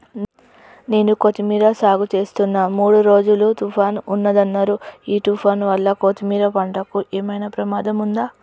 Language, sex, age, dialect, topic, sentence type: Telugu, female, 36-40, Telangana, agriculture, question